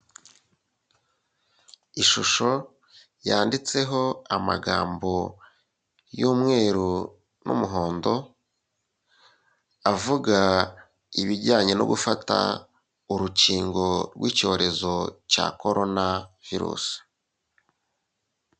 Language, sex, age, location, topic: Kinyarwanda, male, 25-35, Huye, health